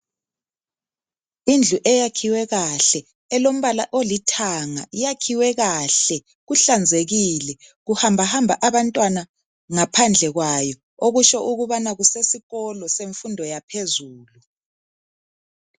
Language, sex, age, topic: North Ndebele, male, 50+, education